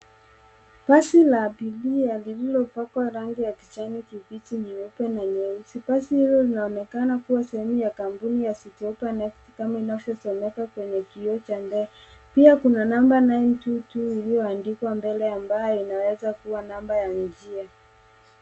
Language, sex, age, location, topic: Swahili, male, 18-24, Nairobi, government